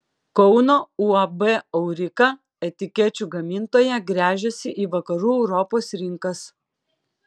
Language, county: Lithuanian, Klaipėda